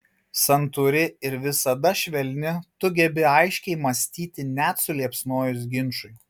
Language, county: Lithuanian, Marijampolė